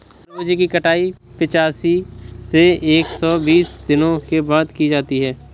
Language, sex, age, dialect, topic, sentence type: Hindi, male, 18-24, Awadhi Bundeli, agriculture, statement